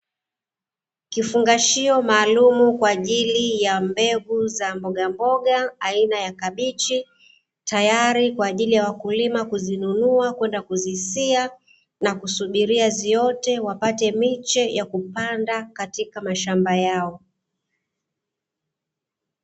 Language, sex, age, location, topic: Swahili, female, 25-35, Dar es Salaam, agriculture